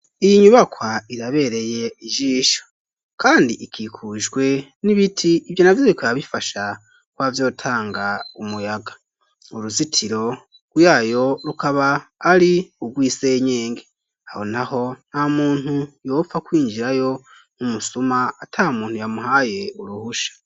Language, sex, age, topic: Rundi, male, 25-35, education